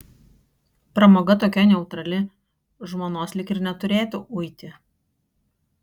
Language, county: Lithuanian, Kaunas